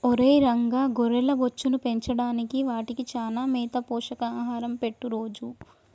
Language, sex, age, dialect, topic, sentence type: Telugu, female, 25-30, Telangana, agriculture, statement